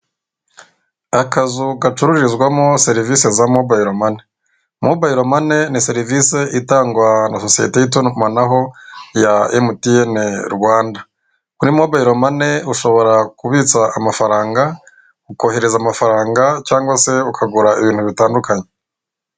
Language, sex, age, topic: Kinyarwanda, female, 36-49, finance